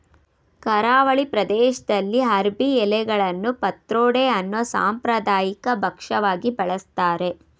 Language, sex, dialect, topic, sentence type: Kannada, female, Mysore Kannada, agriculture, statement